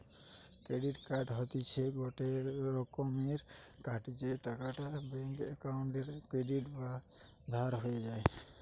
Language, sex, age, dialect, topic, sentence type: Bengali, male, 18-24, Western, banking, statement